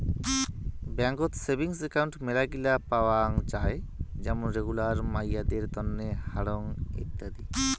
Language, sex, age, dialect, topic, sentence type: Bengali, male, 31-35, Rajbangshi, banking, statement